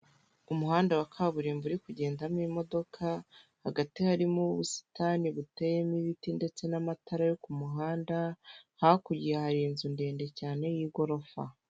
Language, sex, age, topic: Kinyarwanda, female, 18-24, finance